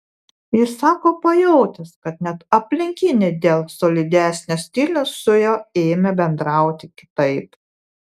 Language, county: Lithuanian, Vilnius